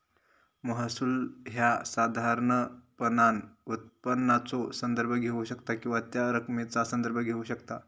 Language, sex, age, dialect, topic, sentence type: Marathi, male, 18-24, Southern Konkan, banking, statement